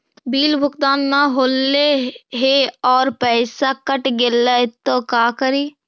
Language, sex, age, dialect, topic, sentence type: Magahi, female, 18-24, Central/Standard, banking, question